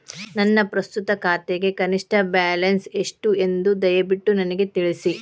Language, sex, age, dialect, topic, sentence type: Kannada, female, 36-40, Dharwad Kannada, banking, statement